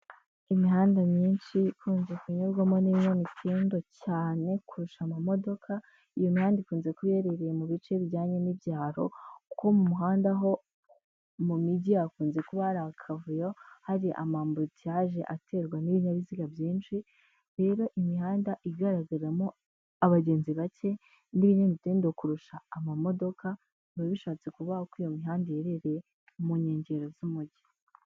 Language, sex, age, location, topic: Kinyarwanda, female, 18-24, Huye, government